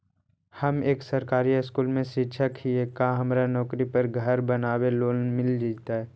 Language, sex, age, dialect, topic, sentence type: Magahi, male, 51-55, Central/Standard, banking, question